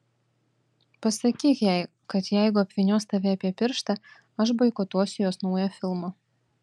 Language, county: Lithuanian, Vilnius